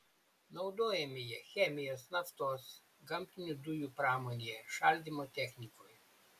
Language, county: Lithuanian, Šiauliai